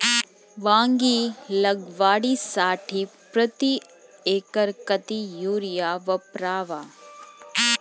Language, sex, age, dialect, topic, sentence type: Marathi, female, 25-30, Standard Marathi, agriculture, question